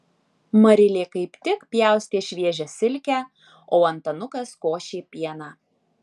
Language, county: Lithuanian, Alytus